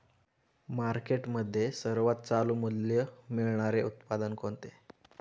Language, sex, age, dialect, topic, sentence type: Marathi, male, 18-24, Standard Marathi, agriculture, question